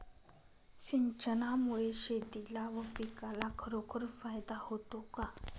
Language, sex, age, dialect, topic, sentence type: Marathi, female, 25-30, Northern Konkan, agriculture, question